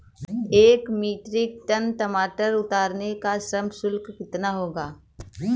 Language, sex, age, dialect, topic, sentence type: Hindi, female, 18-24, Awadhi Bundeli, agriculture, question